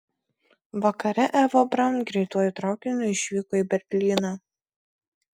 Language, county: Lithuanian, Marijampolė